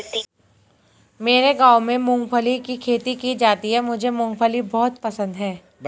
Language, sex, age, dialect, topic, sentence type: Hindi, female, 25-30, Hindustani Malvi Khadi Boli, agriculture, statement